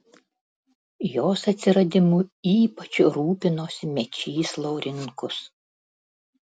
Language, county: Lithuanian, Panevėžys